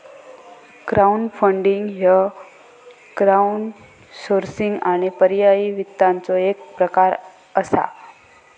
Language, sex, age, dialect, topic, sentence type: Marathi, female, 25-30, Southern Konkan, banking, statement